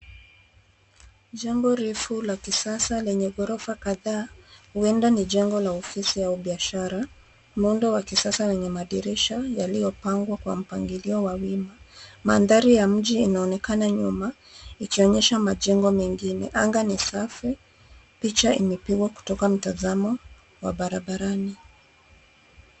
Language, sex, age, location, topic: Swahili, female, 25-35, Nairobi, finance